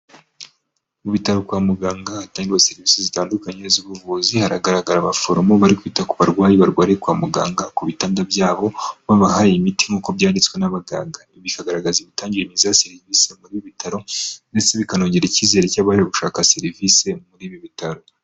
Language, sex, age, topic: Kinyarwanda, male, 18-24, health